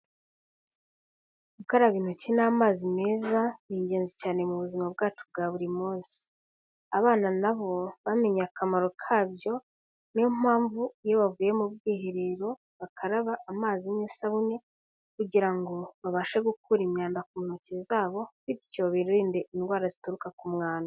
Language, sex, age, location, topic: Kinyarwanda, female, 18-24, Kigali, health